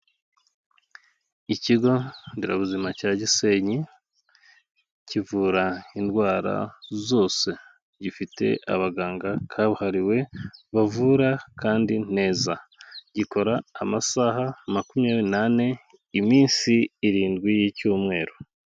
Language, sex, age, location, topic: Kinyarwanda, male, 36-49, Kigali, health